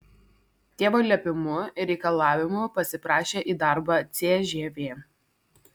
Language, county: Lithuanian, Vilnius